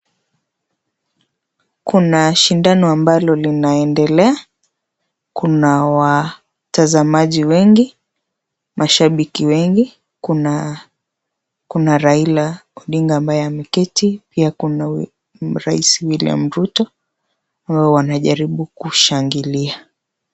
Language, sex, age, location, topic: Swahili, female, 25-35, Kisii, government